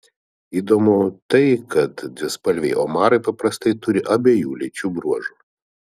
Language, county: Lithuanian, Vilnius